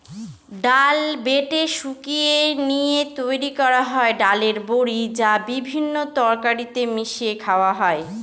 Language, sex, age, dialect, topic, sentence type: Bengali, female, 31-35, Northern/Varendri, agriculture, statement